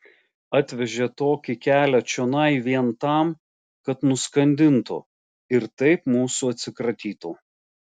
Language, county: Lithuanian, Alytus